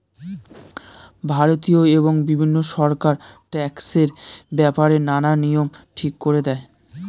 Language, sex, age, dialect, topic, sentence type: Bengali, male, 18-24, Standard Colloquial, banking, statement